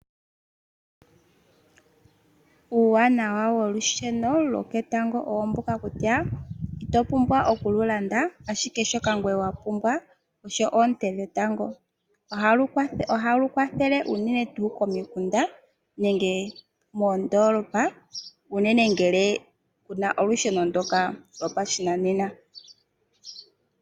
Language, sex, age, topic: Oshiwambo, female, 25-35, finance